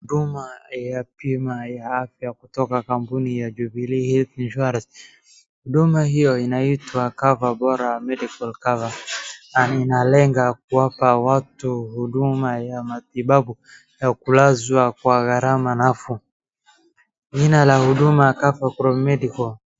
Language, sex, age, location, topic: Swahili, male, 36-49, Wajir, finance